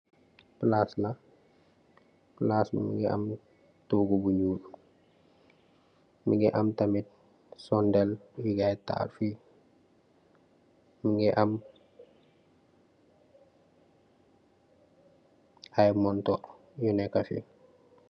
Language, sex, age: Wolof, male, 18-24